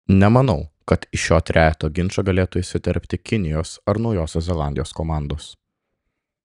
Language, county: Lithuanian, Klaipėda